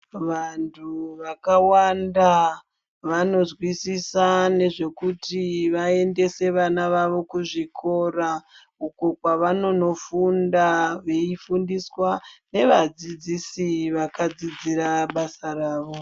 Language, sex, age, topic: Ndau, female, 36-49, education